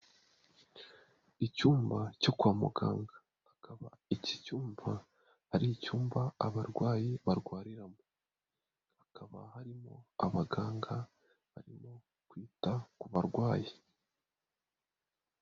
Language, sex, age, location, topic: Kinyarwanda, male, 25-35, Nyagatare, health